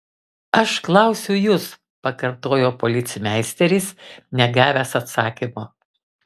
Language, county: Lithuanian, Kaunas